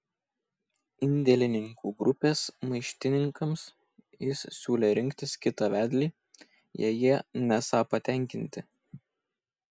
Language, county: Lithuanian, Kaunas